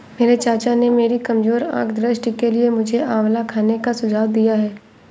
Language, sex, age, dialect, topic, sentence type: Hindi, female, 25-30, Awadhi Bundeli, agriculture, statement